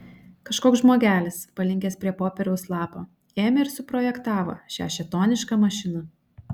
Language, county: Lithuanian, Šiauliai